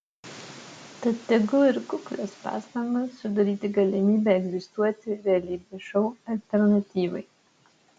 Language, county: Lithuanian, Utena